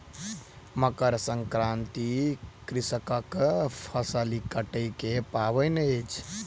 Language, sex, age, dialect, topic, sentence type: Maithili, male, 18-24, Southern/Standard, agriculture, statement